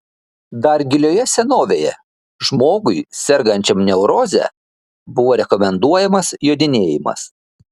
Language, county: Lithuanian, Šiauliai